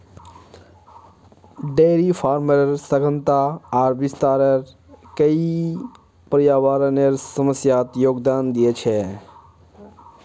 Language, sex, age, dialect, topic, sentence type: Magahi, male, 18-24, Northeastern/Surjapuri, agriculture, statement